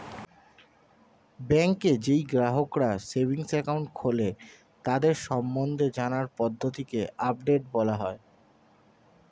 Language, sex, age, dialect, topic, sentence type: Bengali, male, 25-30, Standard Colloquial, banking, statement